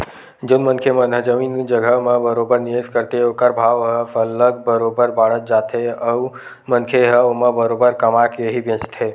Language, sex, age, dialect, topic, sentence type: Chhattisgarhi, male, 18-24, Western/Budati/Khatahi, banking, statement